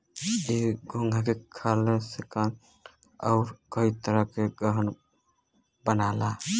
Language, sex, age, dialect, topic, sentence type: Bhojpuri, male, 18-24, Western, agriculture, statement